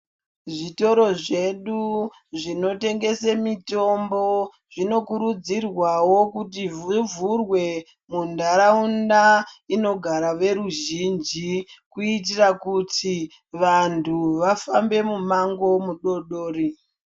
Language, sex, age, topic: Ndau, male, 25-35, health